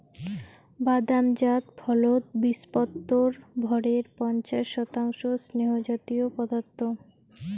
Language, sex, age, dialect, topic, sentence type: Bengali, female, 18-24, Rajbangshi, agriculture, statement